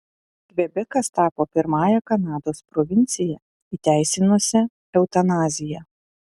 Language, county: Lithuanian, Utena